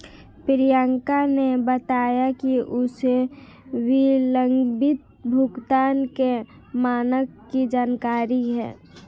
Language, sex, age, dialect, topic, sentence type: Hindi, female, 18-24, Marwari Dhudhari, banking, statement